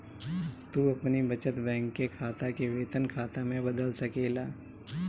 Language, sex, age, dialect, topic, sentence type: Bhojpuri, male, 31-35, Northern, banking, statement